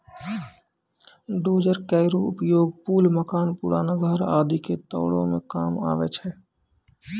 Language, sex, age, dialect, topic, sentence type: Maithili, male, 18-24, Angika, agriculture, statement